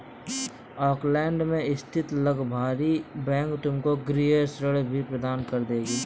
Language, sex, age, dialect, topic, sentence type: Hindi, male, 18-24, Kanauji Braj Bhasha, banking, statement